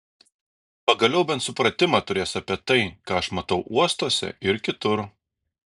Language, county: Lithuanian, Šiauliai